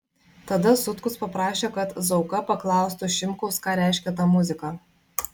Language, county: Lithuanian, Vilnius